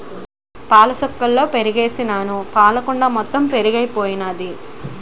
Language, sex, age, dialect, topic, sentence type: Telugu, female, 18-24, Utterandhra, agriculture, statement